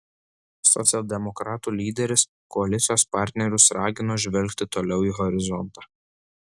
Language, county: Lithuanian, Vilnius